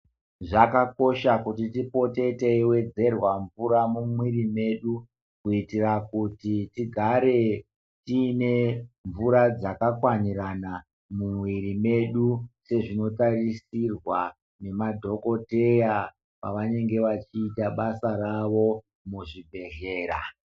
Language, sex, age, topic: Ndau, male, 36-49, health